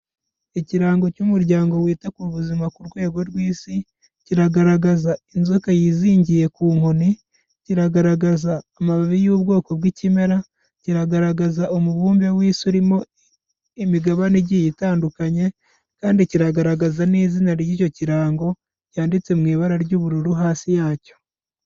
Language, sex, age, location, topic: Kinyarwanda, male, 25-35, Kigali, health